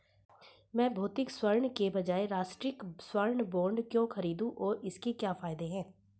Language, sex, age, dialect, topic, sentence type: Hindi, female, 41-45, Hindustani Malvi Khadi Boli, banking, question